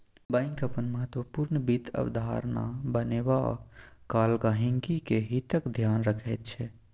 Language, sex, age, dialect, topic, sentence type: Maithili, male, 25-30, Bajjika, banking, statement